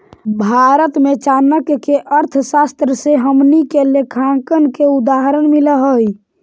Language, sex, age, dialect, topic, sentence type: Magahi, male, 18-24, Central/Standard, agriculture, statement